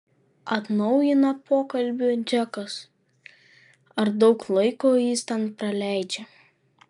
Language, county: Lithuanian, Vilnius